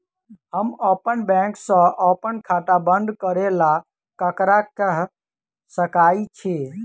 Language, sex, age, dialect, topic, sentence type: Maithili, male, 18-24, Southern/Standard, banking, question